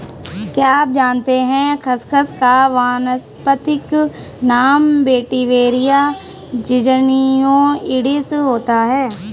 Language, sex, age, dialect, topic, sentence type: Hindi, female, 18-24, Kanauji Braj Bhasha, agriculture, statement